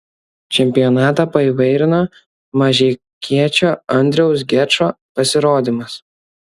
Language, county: Lithuanian, Kaunas